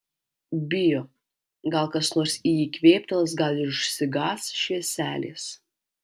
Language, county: Lithuanian, Alytus